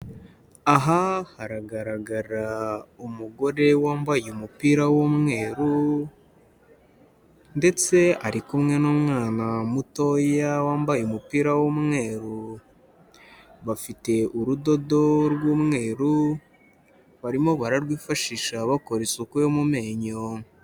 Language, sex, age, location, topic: Kinyarwanda, male, 25-35, Kigali, health